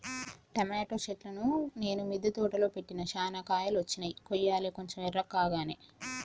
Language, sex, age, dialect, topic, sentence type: Telugu, female, 51-55, Telangana, agriculture, statement